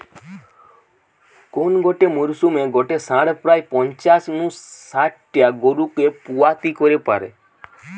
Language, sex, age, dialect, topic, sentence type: Bengali, male, 18-24, Western, agriculture, statement